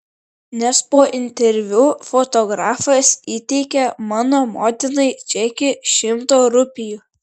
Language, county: Lithuanian, Šiauliai